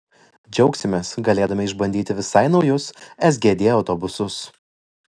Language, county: Lithuanian, Vilnius